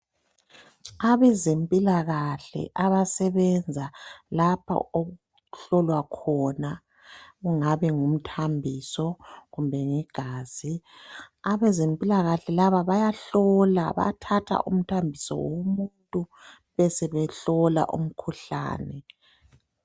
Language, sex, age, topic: North Ndebele, male, 25-35, health